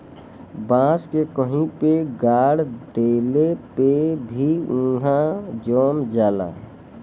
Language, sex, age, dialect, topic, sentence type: Bhojpuri, male, 25-30, Western, agriculture, statement